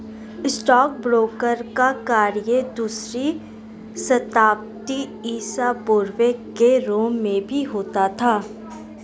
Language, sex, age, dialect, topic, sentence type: Hindi, female, 18-24, Marwari Dhudhari, banking, statement